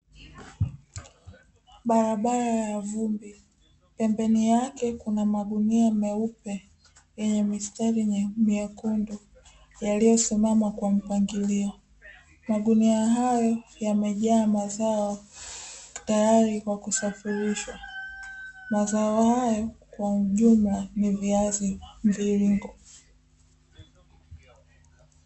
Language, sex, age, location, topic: Swahili, female, 18-24, Dar es Salaam, agriculture